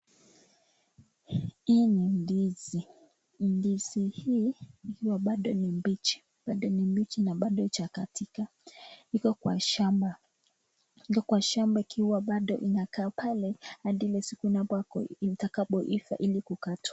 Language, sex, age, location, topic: Swahili, female, 25-35, Nakuru, agriculture